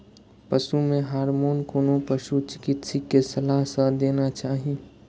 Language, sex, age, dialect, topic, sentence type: Maithili, male, 18-24, Eastern / Thethi, agriculture, statement